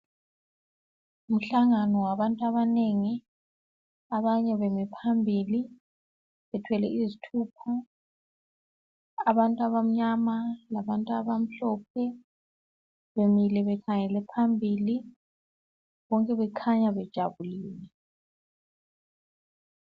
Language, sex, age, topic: North Ndebele, female, 36-49, health